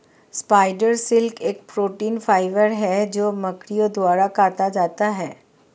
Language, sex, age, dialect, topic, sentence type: Hindi, female, 31-35, Marwari Dhudhari, agriculture, statement